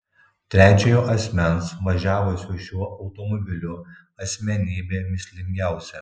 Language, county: Lithuanian, Tauragė